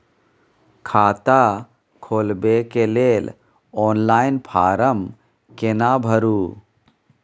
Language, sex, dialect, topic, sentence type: Maithili, male, Bajjika, banking, question